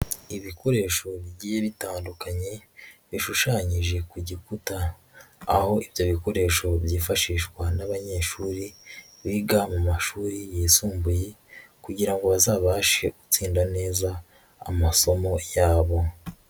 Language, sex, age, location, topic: Kinyarwanda, male, 25-35, Huye, education